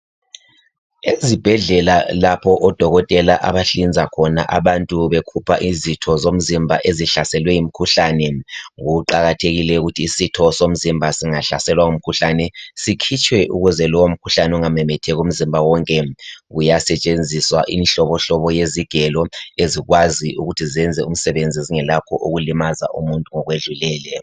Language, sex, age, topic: North Ndebele, male, 36-49, health